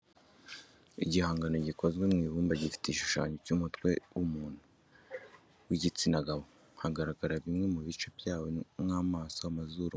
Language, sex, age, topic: Kinyarwanda, male, 25-35, education